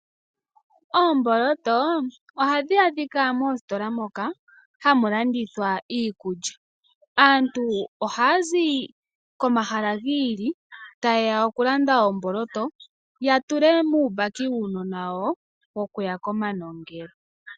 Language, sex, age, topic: Oshiwambo, female, 25-35, finance